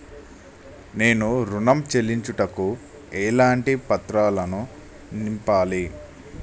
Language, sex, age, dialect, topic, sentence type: Telugu, male, 25-30, Telangana, banking, question